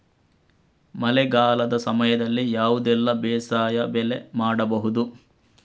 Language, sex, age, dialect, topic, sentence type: Kannada, male, 60-100, Coastal/Dakshin, agriculture, question